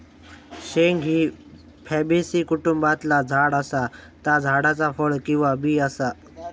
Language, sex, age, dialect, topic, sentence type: Marathi, male, 18-24, Southern Konkan, agriculture, statement